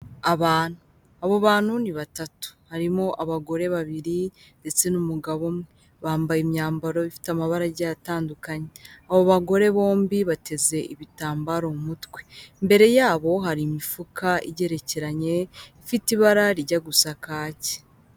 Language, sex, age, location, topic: Kinyarwanda, female, 18-24, Kigali, health